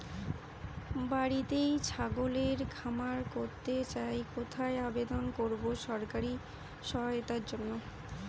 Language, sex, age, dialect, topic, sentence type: Bengali, female, 18-24, Rajbangshi, agriculture, question